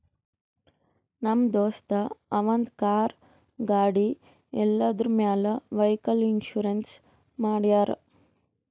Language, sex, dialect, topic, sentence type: Kannada, female, Northeastern, banking, statement